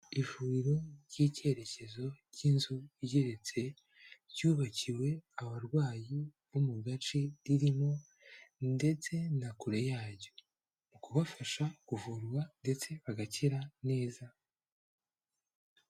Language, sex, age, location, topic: Kinyarwanda, male, 18-24, Kigali, health